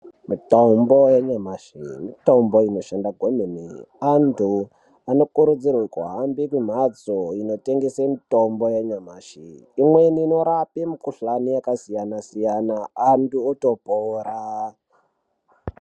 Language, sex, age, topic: Ndau, male, 36-49, health